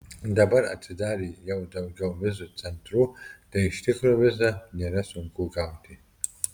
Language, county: Lithuanian, Telšiai